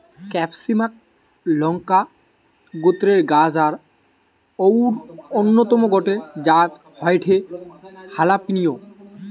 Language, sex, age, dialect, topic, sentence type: Bengali, male, 18-24, Western, agriculture, statement